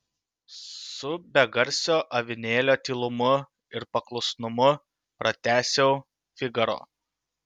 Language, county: Lithuanian, Utena